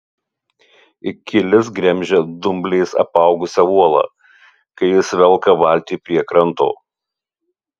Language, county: Lithuanian, Utena